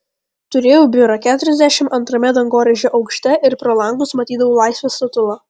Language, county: Lithuanian, Vilnius